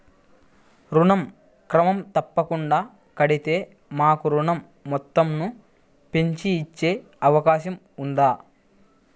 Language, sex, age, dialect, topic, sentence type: Telugu, male, 41-45, Central/Coastal, banking, question